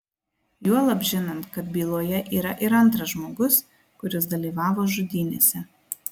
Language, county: Lithuanian, Marijampolė